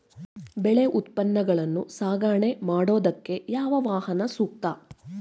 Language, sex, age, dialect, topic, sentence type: Kannada, female, 41-45, Mysore Kannada, agriculture, question